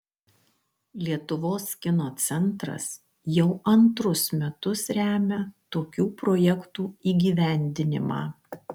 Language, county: Lithuanian, Kaunas